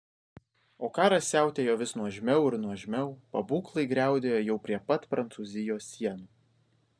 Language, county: Lithuanian, Vilnius